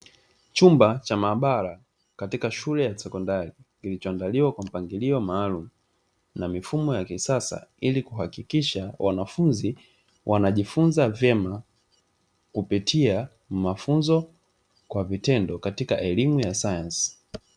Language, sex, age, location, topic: Swahili, male, 25-35, Dar es Salaam, education